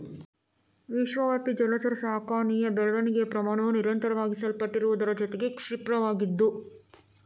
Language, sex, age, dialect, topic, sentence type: Kannada, female, 18-24, Dharwad Kannada, agriculture, statement